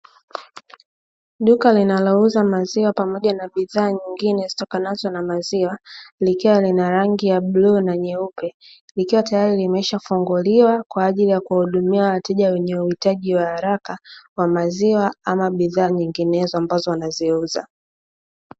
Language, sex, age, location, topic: Swahili, female, 18-24, Dar es Salaam, finance